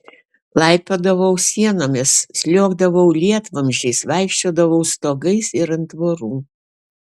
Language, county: Lithuanian, Alytus